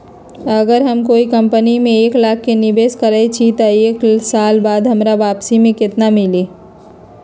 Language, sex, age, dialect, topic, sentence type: Magahi, female, 31-35, Western, banking, question